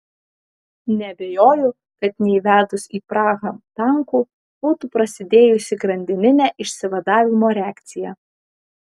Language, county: Lithuanian, Kaunas